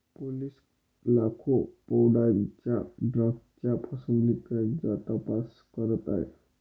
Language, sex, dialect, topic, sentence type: Marathi, male, Northern Konkan, banking, statement